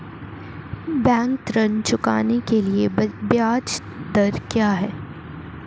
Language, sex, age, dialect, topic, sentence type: Hindi, female, 18-24, Marwari Dhudhari, banking, question